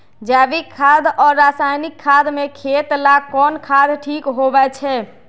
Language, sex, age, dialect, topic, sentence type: Magahi, female, 25-30, Western, agriculture, question